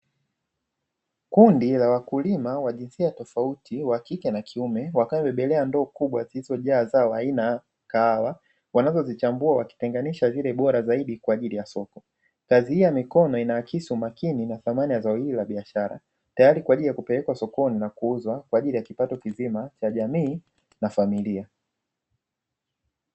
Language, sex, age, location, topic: Swahili, male, 25-35, Dar es Salaam, agriculture